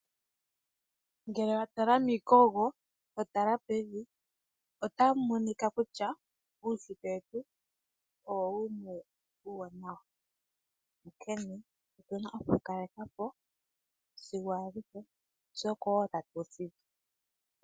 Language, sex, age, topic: Oshiwambo, female, 18-24, agriculture